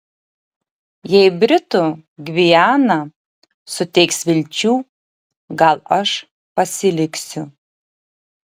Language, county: Lithuanian, Tauragė